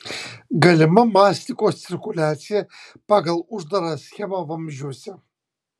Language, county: Lithuanian, Kaunas